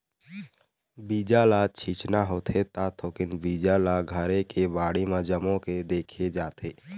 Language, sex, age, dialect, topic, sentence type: Chhattisgarhi, male, 18-24, Eastern, agriculture, statement